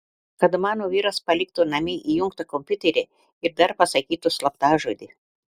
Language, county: Lithuanian, Telšiai